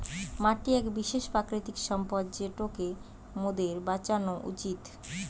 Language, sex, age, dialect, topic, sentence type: Bengali, female, 18-24, Western, agriculture, statement